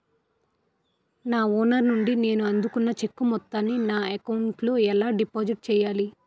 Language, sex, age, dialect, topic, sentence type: Telugu, female, 18-24, Utterandhra, banking, question